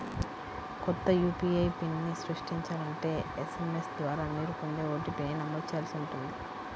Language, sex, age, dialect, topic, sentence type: Telugu, female, 18-24, Central/Coastal, banking, statement